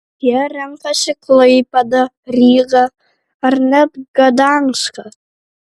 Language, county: Lithuanian, Šiauliai